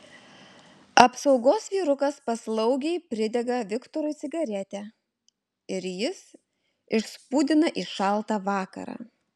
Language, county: Lithuanian, Alytus